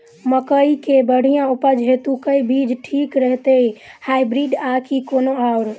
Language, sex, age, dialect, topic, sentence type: Maithili, female, 18-24, Southern/Standard, agriculture, question